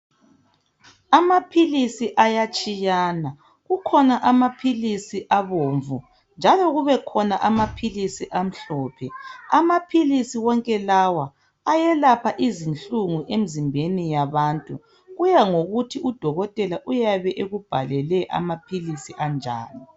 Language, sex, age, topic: North Ndebele, female, 25-35, health